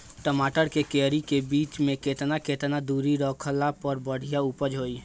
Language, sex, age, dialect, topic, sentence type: Bhojpuri, male, 18-24, Southern / Standard, agriculture, question